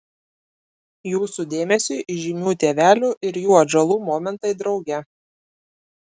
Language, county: Lithuanian, Klaipėda